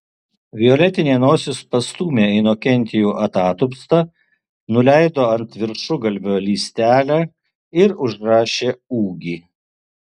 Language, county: Lithuanian, Alytus